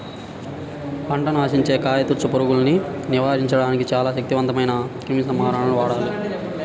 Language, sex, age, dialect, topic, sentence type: Telugu, male, 18-24, Central/Coastal, agriculture, statement